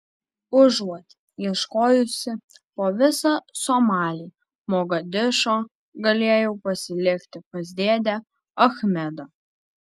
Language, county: Lithuanian, Alytus